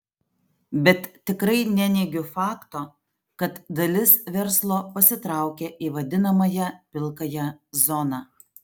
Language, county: Lithuanian, Alytus